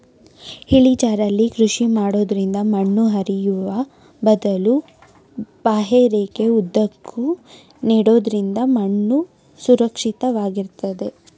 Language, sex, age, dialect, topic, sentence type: Kannada, female, 18-24, Mysore Kannada, agriculture, statement